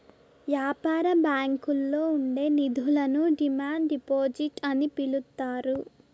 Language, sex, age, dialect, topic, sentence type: Telugu, female, 18-24, Southern, banking, statement